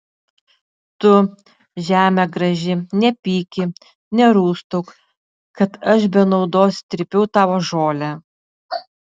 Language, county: Lithuanian, Utena